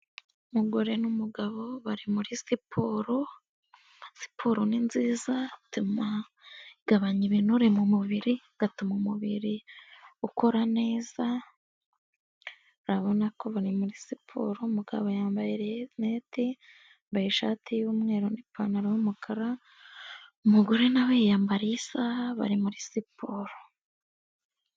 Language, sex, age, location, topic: Kinyarwanda, female, 18-24, Nyagatare, government